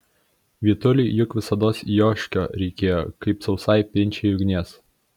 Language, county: Lithuanian, Kaunas